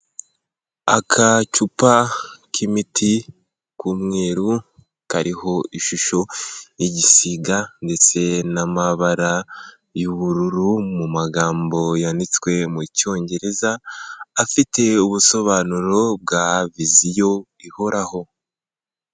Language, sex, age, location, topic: Kinyarwanda, male, 18-24, Kigali, health